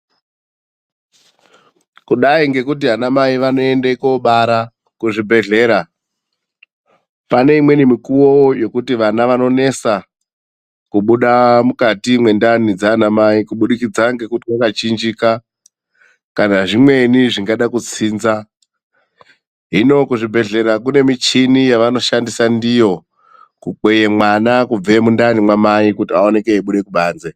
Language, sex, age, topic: Ndau, male, 25-35, health